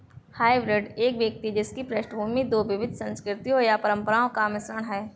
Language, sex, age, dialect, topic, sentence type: Hindi, female, 18-24, Awadhi Bundeli, banking, statement